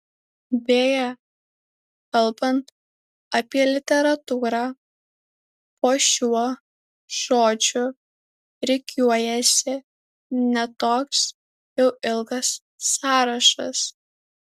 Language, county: Lithuanian, Alytus